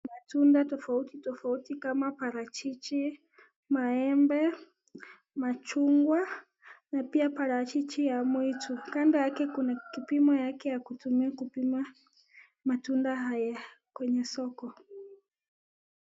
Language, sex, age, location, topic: Swahili, female, 18-24, Nakuru, finance